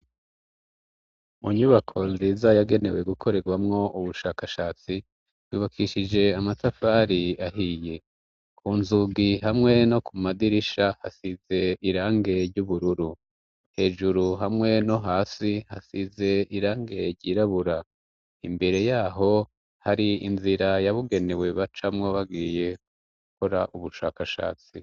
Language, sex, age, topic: Rundi, male, 36-49, education